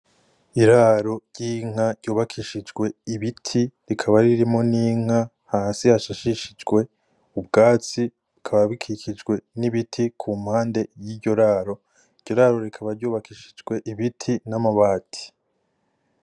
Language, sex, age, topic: Rundi, male, 18-24, agriculture